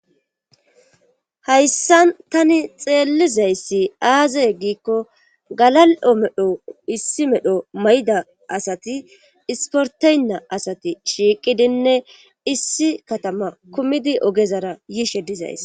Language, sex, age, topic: Gamo, female, 25-35, government